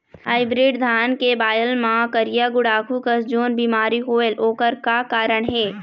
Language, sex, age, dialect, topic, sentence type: Chhattisgarhi, female, 25-30, Eastern, agriculture, question